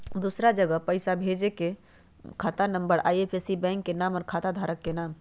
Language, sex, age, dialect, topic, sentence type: Magahi, female, 31-35, Western, banking, question